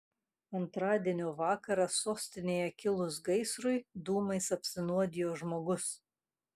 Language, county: Lithuanian, Kaunas